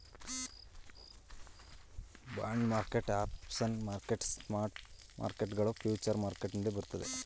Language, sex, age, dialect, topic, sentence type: Kannada, male, 31-35, Mysore Kannada, banking, statement